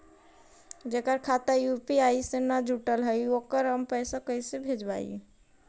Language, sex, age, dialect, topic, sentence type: Magahi, female, 18-24, Central/Standard, banking, question